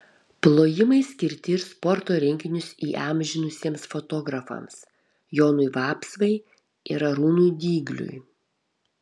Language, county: Lithuanian, Kaunas